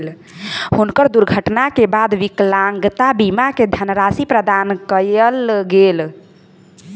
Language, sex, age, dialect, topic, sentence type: Maithili, female, 18-24, Southern/Standard, banking, statement